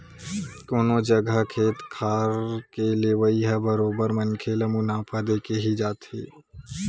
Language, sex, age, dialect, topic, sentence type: Chhattisgarhi, male, 18-24, Western/Budati/Khatahi, agriculture, statement